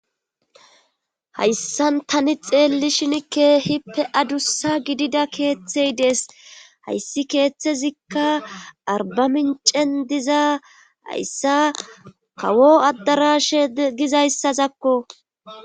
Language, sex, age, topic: Gamo, female, 25-35, government